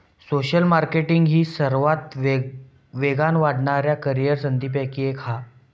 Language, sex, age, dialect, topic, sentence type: Marathi, male, 18-24, Southern Konkan, banking, statement